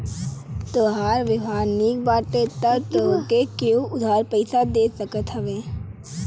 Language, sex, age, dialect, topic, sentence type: Bhojpuri, male, 18-24, Northern, banking, statement